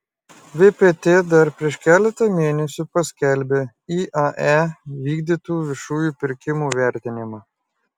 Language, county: Lithuanian, Klaipėda